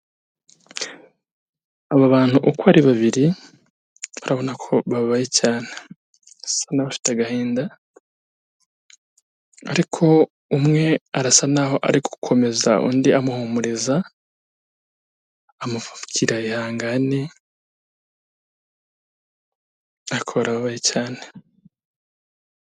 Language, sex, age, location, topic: Kinyarwanda, male, 25-35, Kigali, health